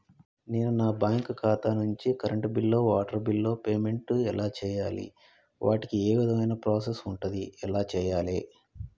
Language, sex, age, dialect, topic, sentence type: Telugu, male, 36-40, Telangana, banking, question